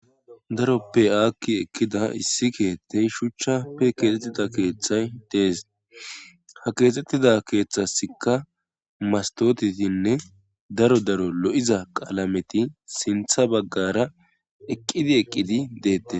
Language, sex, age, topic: Gamo, male, 18-24, government